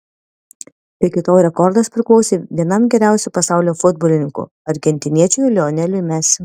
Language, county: Lithuanian, Panevėžys